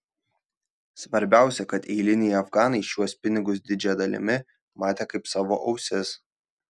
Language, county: Lithuanian, Šiauliai